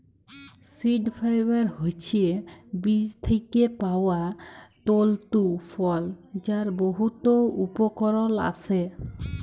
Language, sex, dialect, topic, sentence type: Bengali, female, Jharkhandi, agriculture, statement